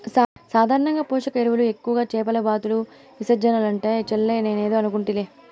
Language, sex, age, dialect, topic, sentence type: Telugu, female, 18-24, Southern, agriculture, statement